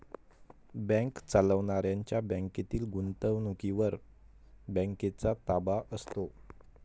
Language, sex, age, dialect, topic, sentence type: Marathi, male, 25-30, Northern Konkan, banking, statement